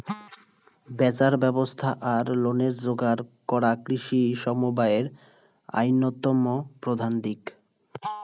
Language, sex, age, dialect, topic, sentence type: Bengali, male, 18-24, Rajbangshi, agriculture, statement